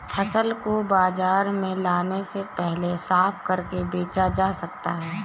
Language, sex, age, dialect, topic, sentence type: Hindi, female, 31-35, Awadhi Bundeli, agriculture, question